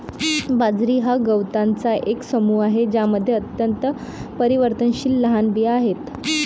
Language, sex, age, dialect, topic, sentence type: Marathi, male, 25-30, Varhadi, agriculture, statement